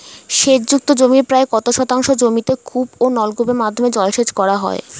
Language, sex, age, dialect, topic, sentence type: Bengali, female, 18-24, Standard Colloquial, agriculture, question